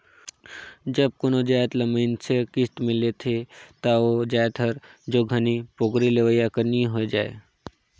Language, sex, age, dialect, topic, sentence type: Chhattisgarhi, male, 18-24, Northern/Bhandar, banking, statement